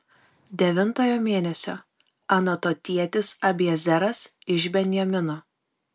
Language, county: Lithuanian, Kaunas